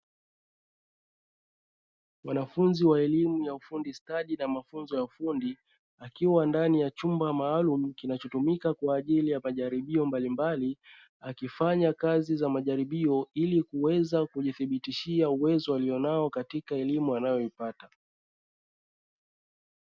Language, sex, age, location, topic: Swahili, male, 25-35, Dar es Salaam, education